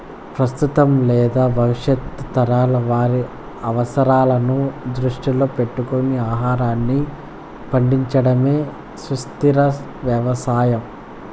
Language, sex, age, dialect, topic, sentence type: Telugu, male, 25-30, Southern, agriculture, statement